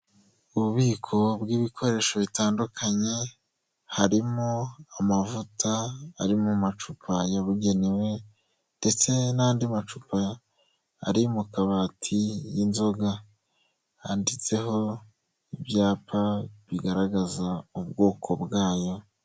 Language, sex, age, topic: Kinyarwanda, male, 18-24, health